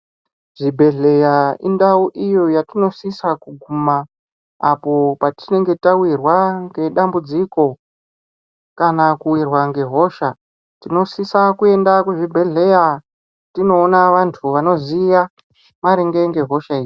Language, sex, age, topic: Ndau, female, 25-35, health